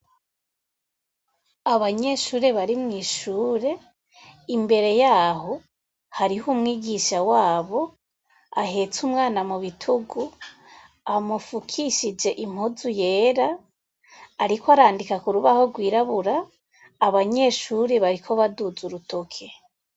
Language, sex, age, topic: Rundi, female, 25-35, education